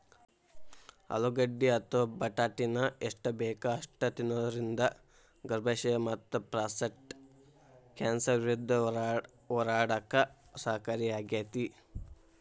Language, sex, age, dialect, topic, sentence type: Kannada, male, 18-24, Dharwad Kannada, agriculture, statement